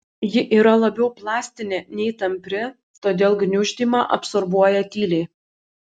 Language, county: Lithuanian, Šiauliai